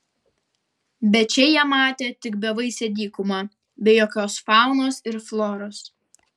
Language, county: Lithuanian, Kaunas